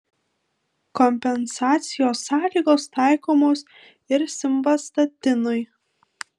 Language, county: Lithuanian, Marijampolė